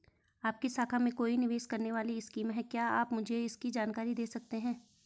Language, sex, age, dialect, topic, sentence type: Hindi, female, 31-35, Garhwali, banking, question